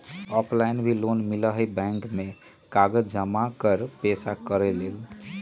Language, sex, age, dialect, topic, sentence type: Magahi, male, 46-50, Western, banking, question